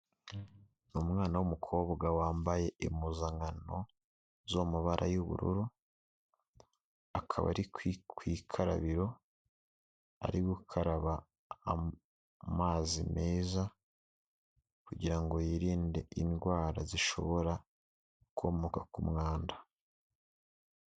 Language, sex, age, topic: Kinyarwanda, male, 18-24, health